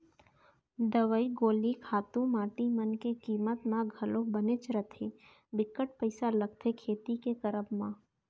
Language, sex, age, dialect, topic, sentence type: Chhattisgarhi, female, 18-24, Central, banking, statement